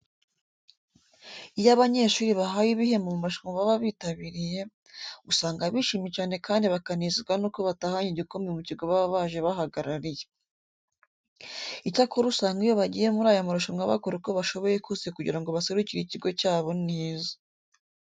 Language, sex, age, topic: Kinyarwanda, female, 18-24, education